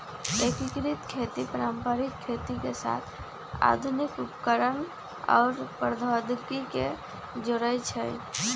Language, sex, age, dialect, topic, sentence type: Magahi, female, 25-30, Western, agriculture, statement